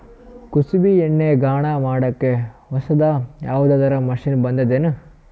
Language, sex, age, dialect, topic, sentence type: Kannada, male, 18-24, Northeastern, agriculture, question